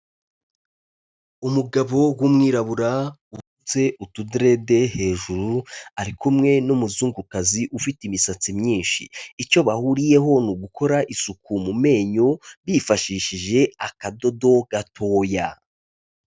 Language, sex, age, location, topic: Kinyarwanda, male, 25-35, Kigali, health